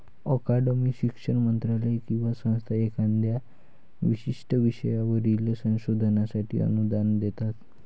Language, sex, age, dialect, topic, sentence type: Marathi, male, 51-55, Varhadi, banking, statement